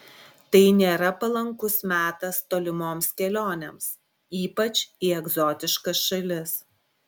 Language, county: Lithuanian, Klaipėda